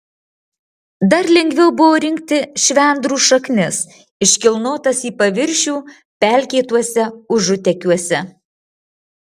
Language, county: Lithuanian, Marijampolė